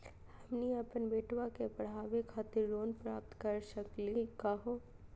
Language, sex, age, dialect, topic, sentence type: Magahi, female, 18-24, Southern, banking, question